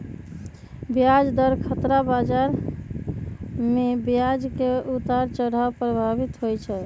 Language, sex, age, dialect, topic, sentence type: Magahi, male, 18-24, Western, banking, statement